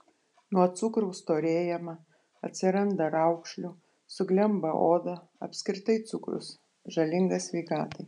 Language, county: Lithuanian, Panevėžys